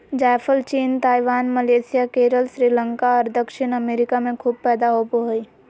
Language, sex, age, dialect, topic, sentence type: Magahi, female, 18-24, Southern, agriculture, statement